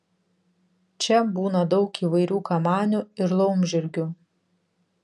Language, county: Lithuanian, Vilnius